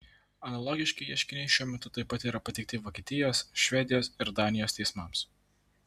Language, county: Lithuanian, Vilnius